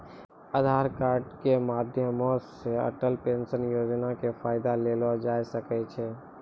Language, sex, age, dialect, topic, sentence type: Maithili, male, 25-30, Angika, banking, statement